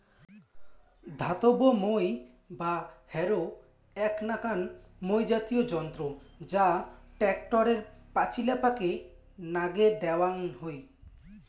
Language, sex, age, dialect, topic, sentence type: Bengali, male, <18, Rajbangshi, agriculture, statement